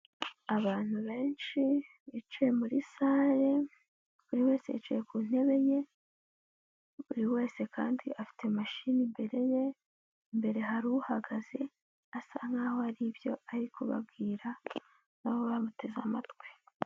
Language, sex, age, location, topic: Kinyarwanda, female, 18-24, Huye, education